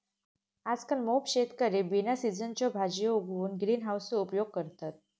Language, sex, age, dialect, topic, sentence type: Marathi, female, 18-24, Southern Konkan, agriculture, statement